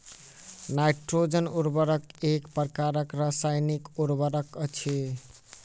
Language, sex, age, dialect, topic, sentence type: Maithili, male, 18-24, Southern/Standard, agriculture, statement